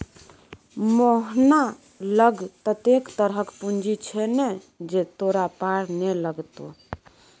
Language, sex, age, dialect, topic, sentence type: Maithili, female, 51-55, Bajjika, banking, statement